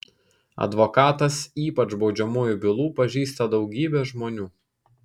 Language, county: Lithuanian, Kaunas